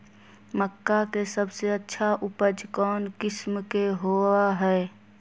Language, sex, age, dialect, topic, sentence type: Magahi, female, 31-35, Western, agriculture, question